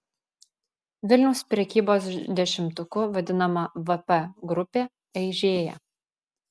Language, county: Lithuanian, Vilnius